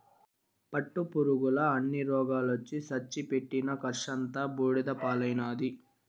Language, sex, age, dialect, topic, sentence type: Telugu, male, 51-55, Southern, agriculture, statement